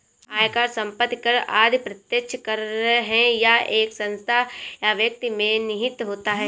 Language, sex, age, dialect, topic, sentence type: Hindi, female, 18-24, Awadhi Bundeli, banking, statement